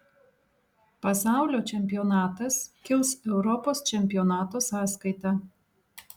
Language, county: Lithuanian, Alytus